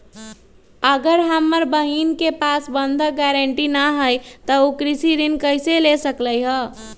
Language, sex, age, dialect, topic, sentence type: Magahi, female, 31-35, Western, agriculture, statement